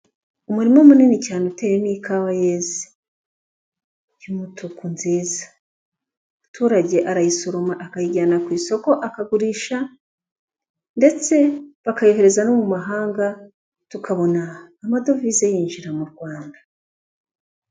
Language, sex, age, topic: Kinyarwanda, female, 25-35, agriculture